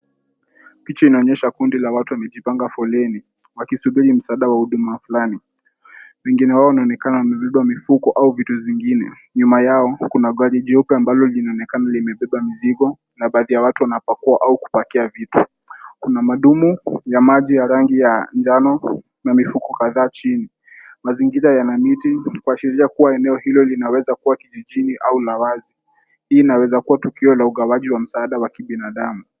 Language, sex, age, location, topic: Swahili, male, 18-24, Kisumu, health